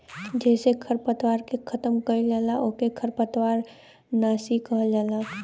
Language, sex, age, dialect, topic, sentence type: Bhojpuri, female, 18-24, Western, agriculture, statement